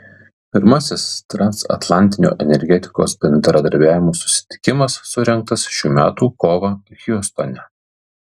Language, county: Lithuanian, Kaunas